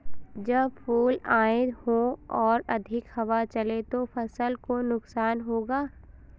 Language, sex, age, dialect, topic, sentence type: Hindi, female, 25-30, Awadhi Bundeli, agriculture, question